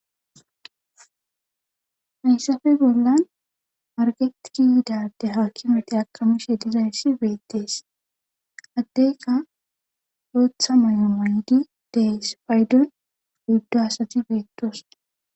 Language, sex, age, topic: Gamo, female, 18-24, government